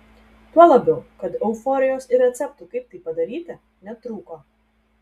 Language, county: Lithuanian, Telšiai